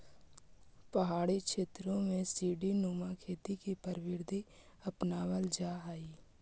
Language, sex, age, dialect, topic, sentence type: Magahi, female, 25-30, Central/Standard, agriculture, statement